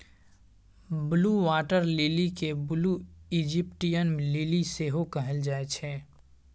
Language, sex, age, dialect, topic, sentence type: Maithili, male, 18-24, Bajjika, agriculture, statement